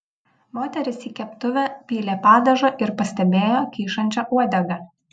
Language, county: Lithuanian, Vilnius